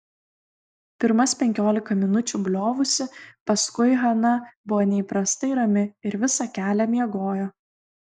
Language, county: Lithuanian, Kaunas